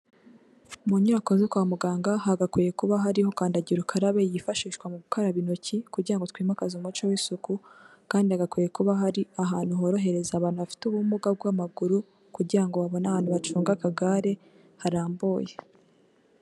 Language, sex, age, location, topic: Kinyarwanda, female, 18-24, Kigali, health